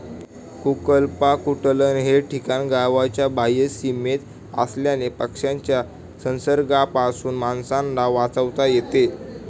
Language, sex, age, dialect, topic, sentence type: Marathi, male, 18-24, Standard Marathi, agriculture, statement